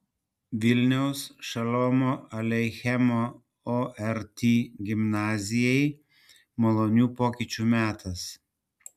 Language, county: Lithuanian, Panevėžys